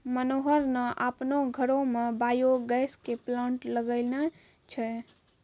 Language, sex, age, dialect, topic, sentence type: Maithili, female, 46-50, Angika, agriculture, statement